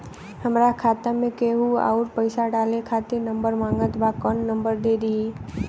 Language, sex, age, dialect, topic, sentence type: Bhojpuri, female, 18-24, Southern / Standard, banking, question